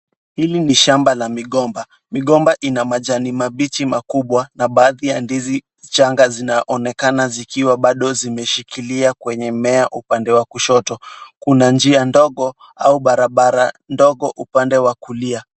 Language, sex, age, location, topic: Swahili, male, 36-49, Kisumu, agriculture